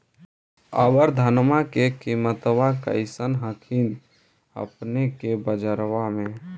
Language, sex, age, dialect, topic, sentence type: Magahi, male, 18-24, Central/Standard, agriculture, question